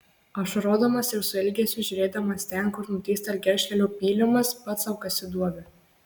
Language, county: Lithuanian, Marijampolė